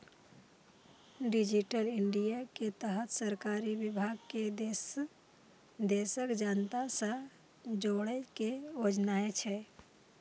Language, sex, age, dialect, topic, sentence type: Maithili, female, 18-24, Eastern / Thethi, banking, statement